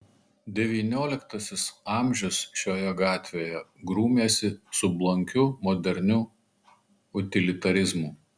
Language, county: Lithuanian, Marijampolė